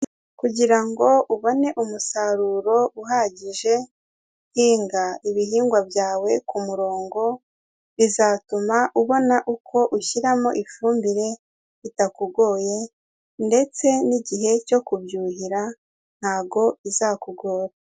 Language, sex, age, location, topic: Kinyarwanda, female, 18-24, Kigali, agriculture